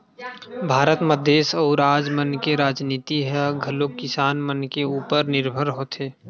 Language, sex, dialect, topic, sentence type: Chhattisgarhi, male, Western/Budati/Khatahi, agriculture, statement